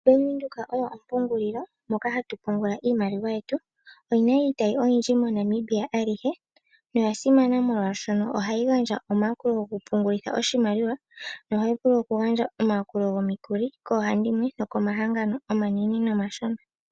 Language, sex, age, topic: Oshiwambo, female, 18-24, finance